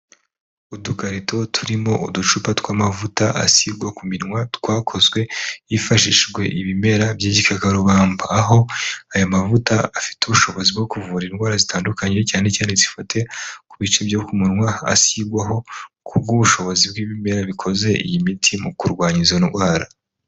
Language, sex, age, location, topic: Kinyarwanda, male, 18-24, Kigali, health